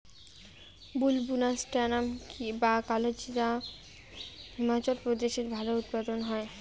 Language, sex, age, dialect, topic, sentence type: Bengali, female, 31-35, Rajbangshi, agriculture, question